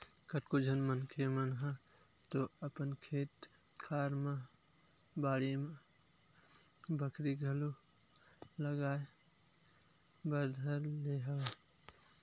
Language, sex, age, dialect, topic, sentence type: Chhattisgarhi, male, 25-30, Western/Budati/Khatahi, agriculture, statement